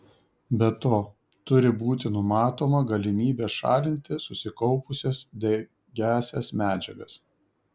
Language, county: Lithuanian, Šiauliai